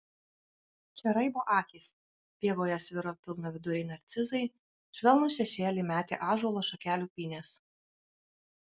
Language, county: Lithuanian, Alytus